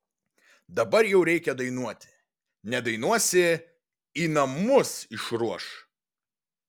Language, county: Lithuanian, Vilnius